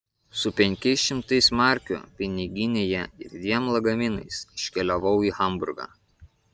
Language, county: Lithuanian, Kaunas